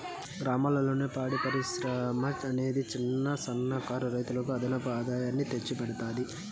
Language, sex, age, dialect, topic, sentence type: Telugu, male, 18-24, Southern, agriculture, statement